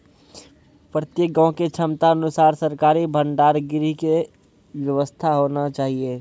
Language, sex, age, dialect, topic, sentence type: Maithili, male, 46-50, Angika, agriculture, question